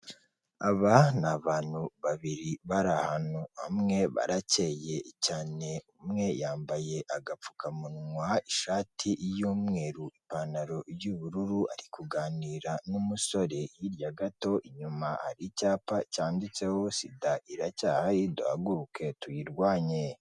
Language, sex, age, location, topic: Kinyarwanda, male, 25-35, Kigali, health